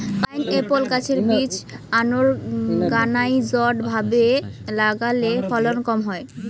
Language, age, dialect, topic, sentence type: Bengali, 25-30, Rajbangshi, agriculture, question